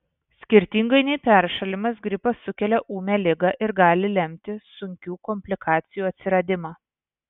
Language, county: Lithuanian, Vilnius